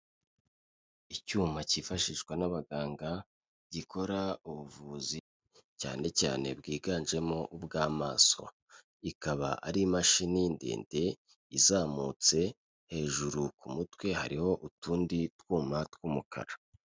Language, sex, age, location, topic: Kinyarwanda, male, 25-35, Kigali, health